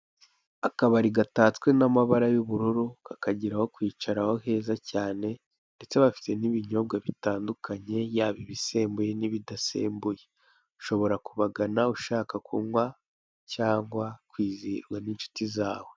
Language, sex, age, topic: Kinyarwanda, male, 18-24, finance